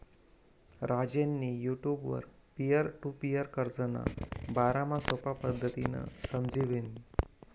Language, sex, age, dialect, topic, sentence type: Marathi, female, 25-30, Northern Konkan, banking, statement